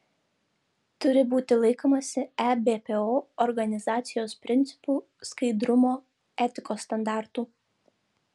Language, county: Lithuanian, Vilnius